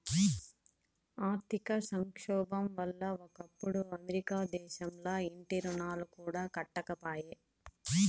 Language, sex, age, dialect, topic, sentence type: Telugu, female, 36-40, Southern, banking, statement